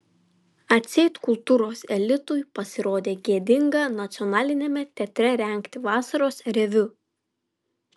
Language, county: Lithuanian, Vilnius